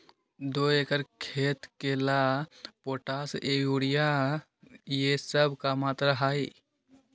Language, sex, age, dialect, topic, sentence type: Magahi, male, 18-24, Western, agriculture, question